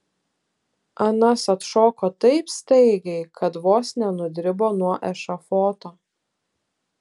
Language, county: Lithuanian, Telšiai